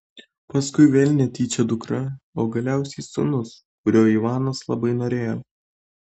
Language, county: Lithuanian, Kaunas